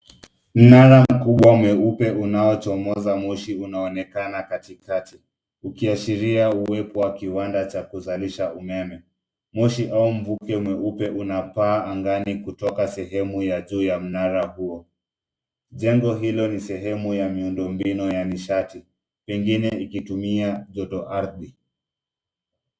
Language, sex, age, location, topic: Swahili, male, 25-35, Nairobi, government